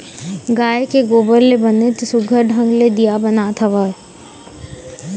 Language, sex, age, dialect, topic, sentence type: Chhattisgarhi, female, 18-24, Eastern, agriculture, statement